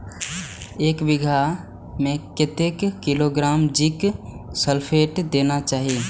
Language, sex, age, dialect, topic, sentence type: Maithili, male, 18-24, Eastern / Thethi, agriculture, question